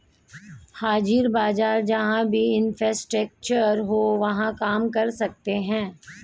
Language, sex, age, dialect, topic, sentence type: Hindi, female, 41-45, Hindustani Malvi Khadi Boli, banking, statement